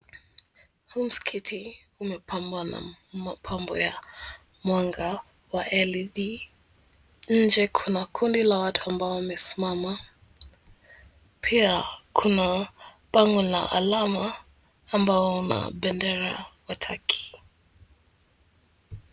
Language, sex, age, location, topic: Swahili, female, 18-24, Mombasa, government